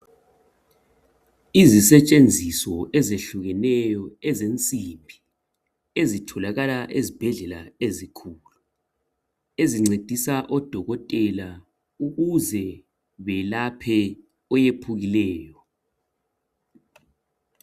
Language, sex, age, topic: North Ndebele, male, 50+, health